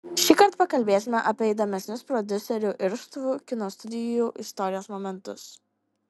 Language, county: Lithuanian, Kaunas